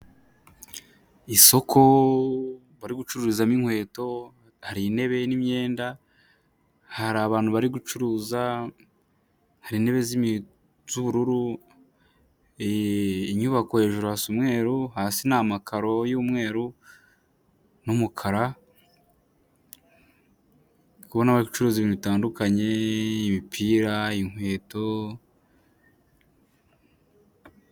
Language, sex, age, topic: Kinyarwanda, male, 18-24, finance